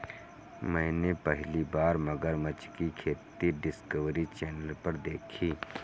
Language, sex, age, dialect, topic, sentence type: Hindi, male, 51-55, Kanauji Braj Bhasha, agriculture, statement